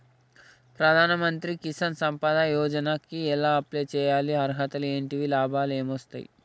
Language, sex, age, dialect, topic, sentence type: Telugu, male, 51-55, Telangana, banking, question